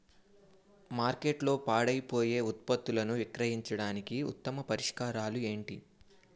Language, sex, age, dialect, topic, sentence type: Telugu, male, 18-24, Utterandhra, agriculture, statement